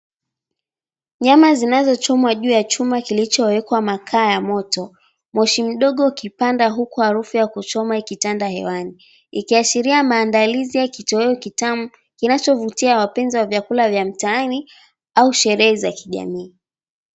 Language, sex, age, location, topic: Swahili, female, 18-24, Mombasa, agriculture